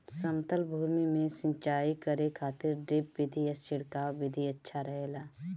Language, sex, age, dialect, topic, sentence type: Bhojpuri, female, 25-30, Northern, agriculture, question